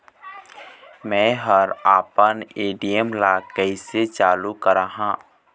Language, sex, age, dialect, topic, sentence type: Chhattisgarhi, male, 18-24, Eastern, banking, question